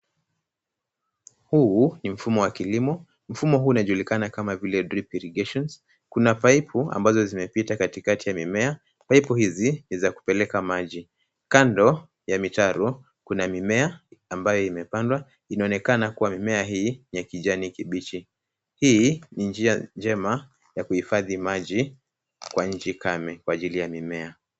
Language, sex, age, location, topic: Swahili, male, 18-24, Nairobi, agriculture